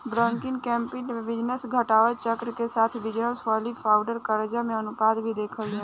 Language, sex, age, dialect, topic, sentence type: Bhojpuri, female, 18-24, Southern / Standard, banking, statement